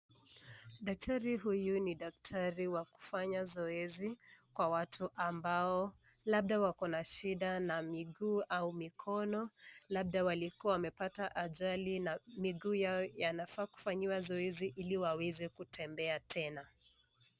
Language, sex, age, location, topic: Swahili, female, 25-35, Nakuru, health